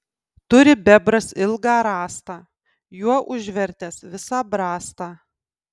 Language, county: Lithuanian, Kaunas